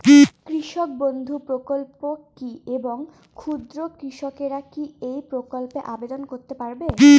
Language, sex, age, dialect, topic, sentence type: Bengali, female, 18-24, Rajbangshi, agriculture, question